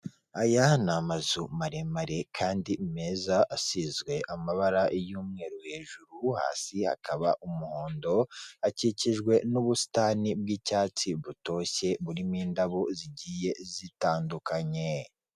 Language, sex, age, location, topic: Kinyarwanda, female, 36-49, Kigali, government